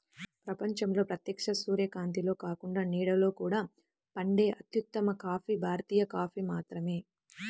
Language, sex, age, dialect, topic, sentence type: Telugu, female, 18-24, Central/Coastal, agriculture, statement